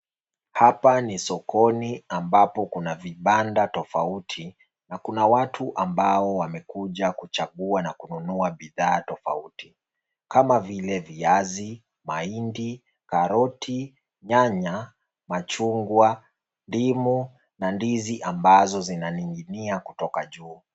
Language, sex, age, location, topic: Swahili, male, 25-35, Nairobi, finance